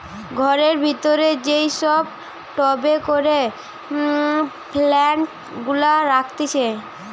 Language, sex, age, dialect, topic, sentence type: Bengali, female, 18-24, Western, agriculture, statement